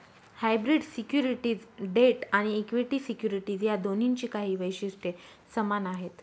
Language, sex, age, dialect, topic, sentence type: Marathi, female, 25-30, Northern Konkan, banking, statement